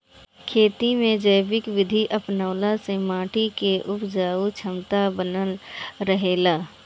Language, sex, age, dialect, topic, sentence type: Bhojpuri, female, 25-30, Northern, agriculture, statement